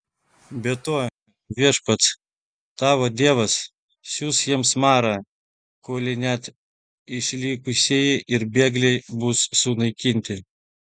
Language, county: Lithuanian, Vilnius